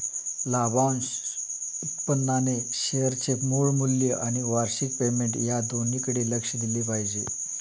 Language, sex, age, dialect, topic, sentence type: Marathi, male, 31-35, Standard Marathi, banking, statement